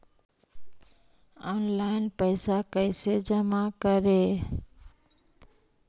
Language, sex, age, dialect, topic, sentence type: Magahi, male, 25-30, Central/Standard, banking, question